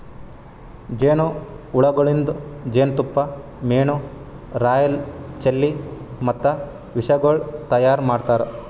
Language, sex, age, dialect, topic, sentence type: Kannada, male, 18-24, Northeastern, agriculture, statement